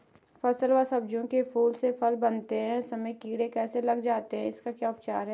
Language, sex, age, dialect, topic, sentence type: Hindi, female, 18-24, Garhwali, agriculture, question